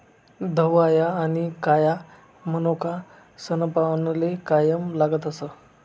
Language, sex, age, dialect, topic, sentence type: Marathi, male, 25-30, Northern Konkan, agriculture, statement